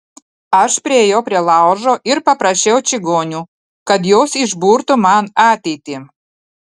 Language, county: Lithuanian, Telšiai